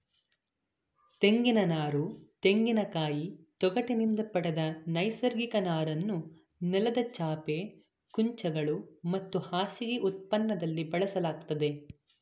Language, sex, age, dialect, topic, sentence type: Kannada, male, 18-24, Mysore Kannada, agriculture, statement